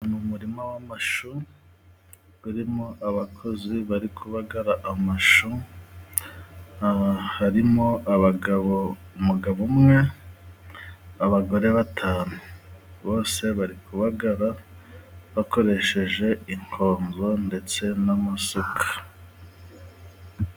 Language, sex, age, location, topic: Kinyarwanda, male, 36-49, Musanze, agriculture